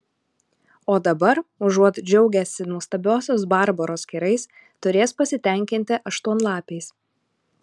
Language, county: Lithuanian, Alytus